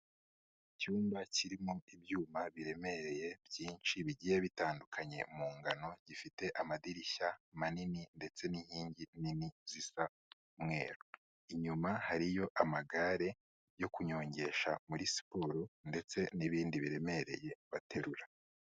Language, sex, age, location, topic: Kinyarwanda, male, 25-35, Kigali, health